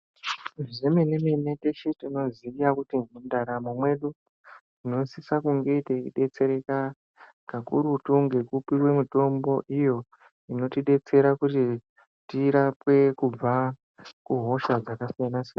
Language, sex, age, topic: Ndau, male, 18-24, health